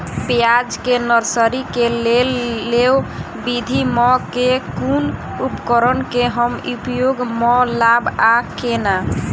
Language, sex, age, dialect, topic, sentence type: Maithili, female, 18-24, Southern/Standard, agriculture, question